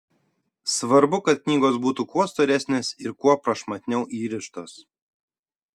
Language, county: Lithuanian, Šiauliai